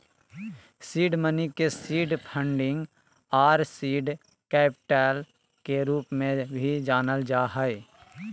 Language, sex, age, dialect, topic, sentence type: Magahi, male, 31-35, Southern, banking, statement